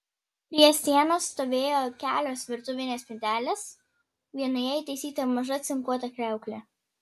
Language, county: Lithuanian, Vilnius